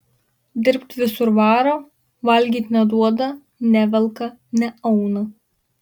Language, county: Lithuanian, Marijampolė